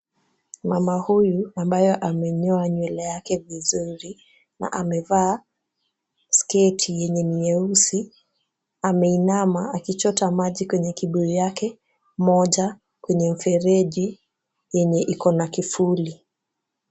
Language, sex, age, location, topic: Swahili, female, 36-49, Kisumu, health